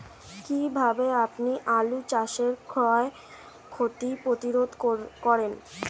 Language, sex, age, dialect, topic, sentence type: Bengali, female, 25-30, Standard Colloquial, agriculture, question